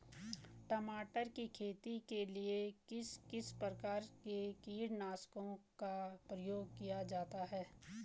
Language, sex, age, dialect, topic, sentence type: Hindi, female, 18-24, Garhwali, agriculture, question